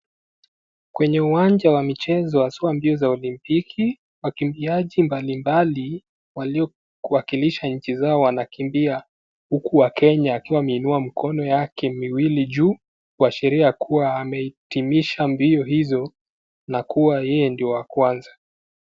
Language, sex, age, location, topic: Swahili, male, 18-24, Nakuru, education